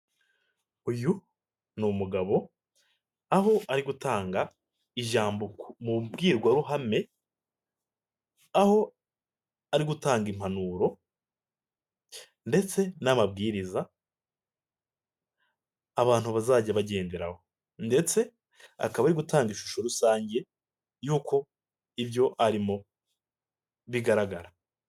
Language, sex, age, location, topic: Kinyarwanda, male, 18-24, Nyagatare, finance